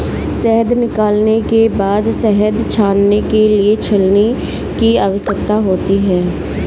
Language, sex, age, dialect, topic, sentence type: Hindi, female, 25-30, Kanauji Braj Bhasha, agriculture, statement